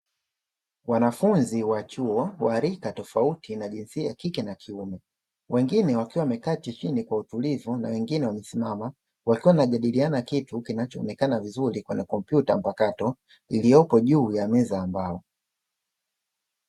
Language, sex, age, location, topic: Swahili, male, 25-35, Dar es Salaam, education